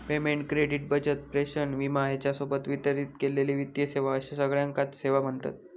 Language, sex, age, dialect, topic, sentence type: Marathi, male, 25-30, Southern Konkan, banking, statement